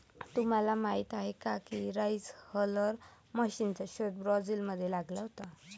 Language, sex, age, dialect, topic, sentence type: Marathi, male, 18-24, Varhadi, agriculture, statement